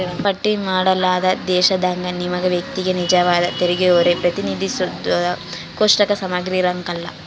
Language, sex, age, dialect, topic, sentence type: Kannada, female, 18-24, Central, banking, statement